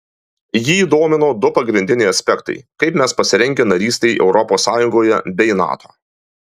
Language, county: Lithuanian, Alytus